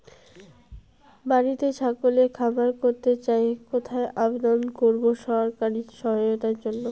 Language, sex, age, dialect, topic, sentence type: Bengali, female, 18-24, Rajbangshi, agriculture, question